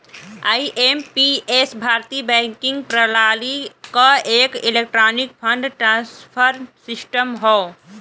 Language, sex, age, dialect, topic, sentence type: Bhojpuri, female, 18-24, Western, banking, statement